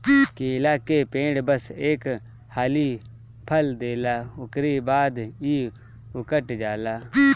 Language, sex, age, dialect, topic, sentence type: Bhojpuri, male, 18-24, Northern, agriculture, statement